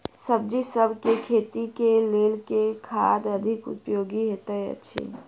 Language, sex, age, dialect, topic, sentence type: Maithili, female, 51-55, Southern/Standard, agriculture, question